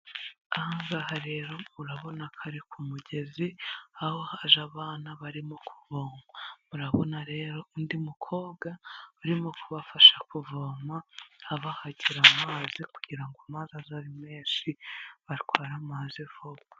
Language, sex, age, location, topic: Kinyarwanda, female, 25-35, Huye, health